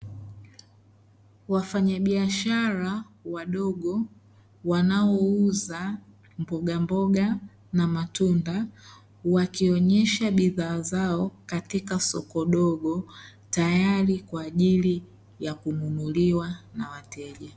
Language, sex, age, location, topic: Swahili, male, 25-35, Dar es Salaam, finance